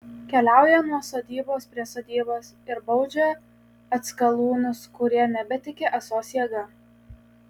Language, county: Lithuanian, Kaunas